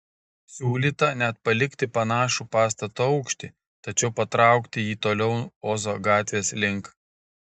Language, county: Lithuanian, Kaunas